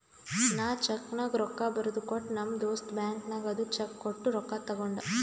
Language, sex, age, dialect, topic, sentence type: Kannada, female, 18-24, Northeastern, banking, statement